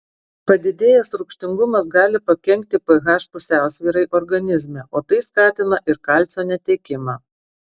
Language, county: Lithuanian, Marijampolė